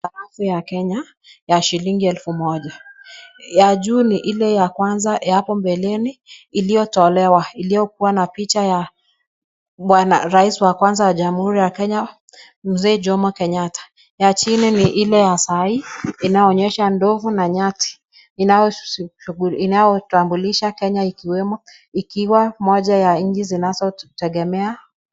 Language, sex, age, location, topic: Swahili, female, 25-35, Nakuru, finance